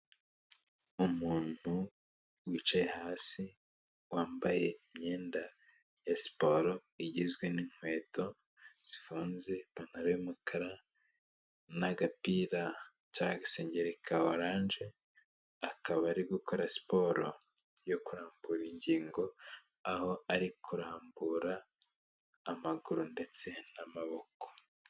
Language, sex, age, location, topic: Kinyarwanda, male, 18-24, Huye, health